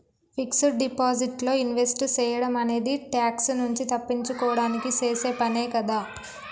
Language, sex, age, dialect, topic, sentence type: Telugu, female, 18-24, Telangana, banking, statement